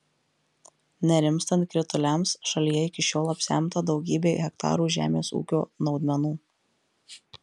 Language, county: Lithuanian, Marijampolė